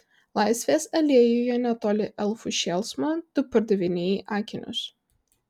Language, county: Lithuanian, Vilnius